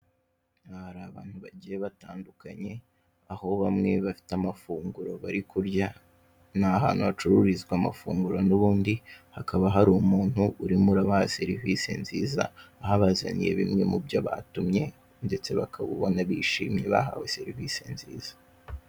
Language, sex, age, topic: Kinyarwanda, male, 18-24, finance